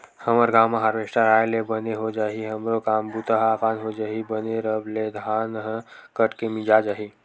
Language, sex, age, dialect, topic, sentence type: Chhattisgarhi, male, 18-24, Western/Budati/Khatahi, agriculture, statement